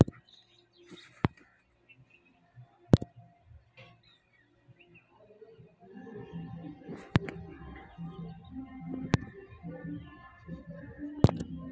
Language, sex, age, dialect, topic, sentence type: Hindi, female, 18-24, Hindustani Malvi Khadi Boli, banking, question